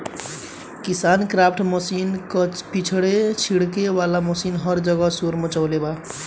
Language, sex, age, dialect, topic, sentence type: Bhojpuri, male, 18-24, Northern, agriculture, statement